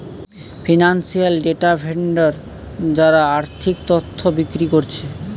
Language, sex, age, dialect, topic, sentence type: Bengali, male, 18-24, Western, banking, statement